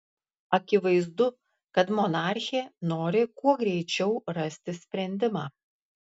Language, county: Lithuanian, Klaipėda